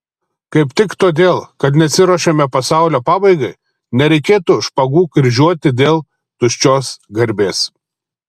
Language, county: Lithuanian, Telšiai